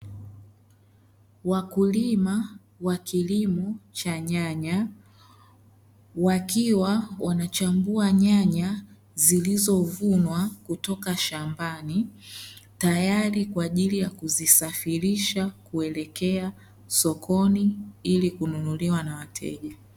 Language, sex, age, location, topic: Swahili, male, 25-35, Dar es Salaam, agriculture